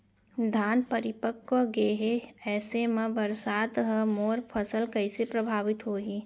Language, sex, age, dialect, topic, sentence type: Chhattisgarhi, female, 25-30, Central, agriculture, question